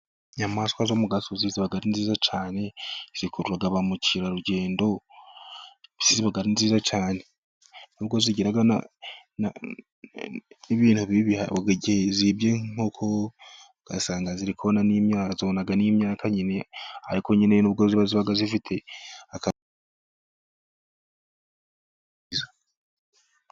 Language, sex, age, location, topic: Kinyarwanda, male, 25-35, Musanze, agriculture